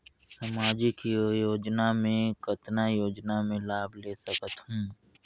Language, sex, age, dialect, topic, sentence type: Chhattisgarhi, male, 60-100, Northern/Bhandar, banking, question